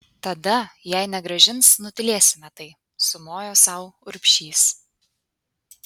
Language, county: Lithuanian, Panevėžys